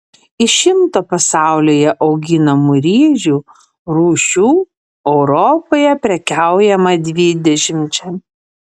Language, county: Lithuanian, Panevėžys